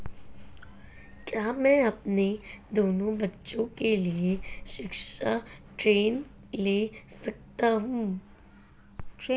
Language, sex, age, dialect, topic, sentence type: Hindi, female, 31-35, Marwari Dhudhari, banking, question